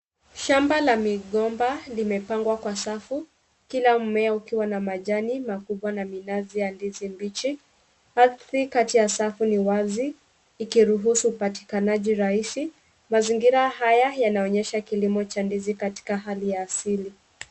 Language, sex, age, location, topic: Swahili, female, 25-35, Kisumu, agriculture